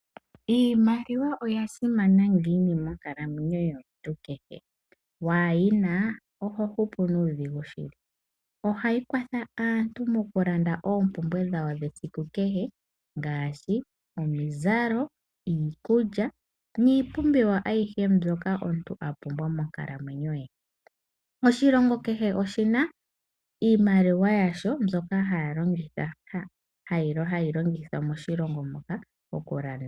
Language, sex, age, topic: Oshiwambo, female, 18-24, finance